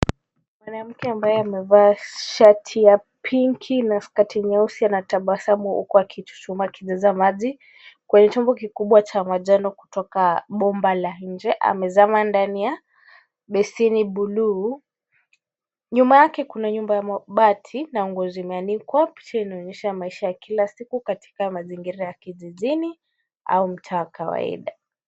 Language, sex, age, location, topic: Swahili, female, 18-24, Kisumu, health